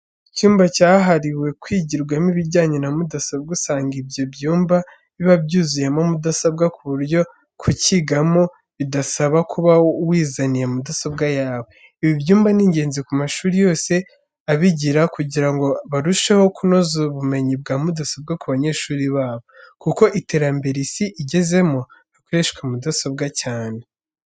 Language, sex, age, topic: Kinyarwanda, female, 36-49, education